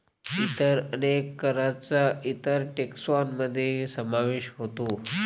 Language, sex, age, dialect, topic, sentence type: Marathi, male, 25-30, Varhadi, banking, statement